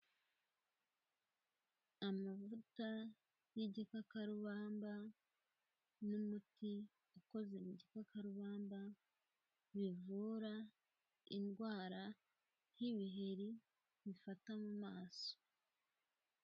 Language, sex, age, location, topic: Kinyarwanda, female, 18-24, Kigali, health